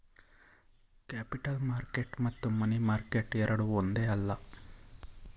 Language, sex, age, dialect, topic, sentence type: Kannada, male, 25-30, Mysore Kannada, banking, statement